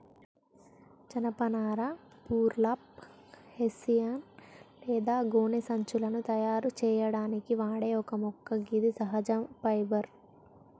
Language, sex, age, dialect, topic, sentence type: Telugu, male, 56-60, Telangana, agriculture, statement